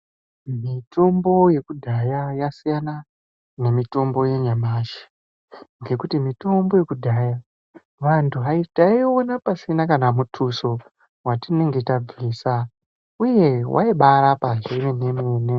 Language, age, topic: Ndau, 18-24, health